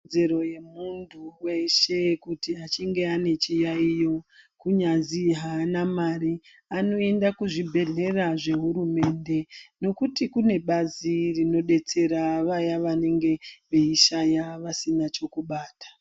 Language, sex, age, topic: Ndau, female, 36-49, health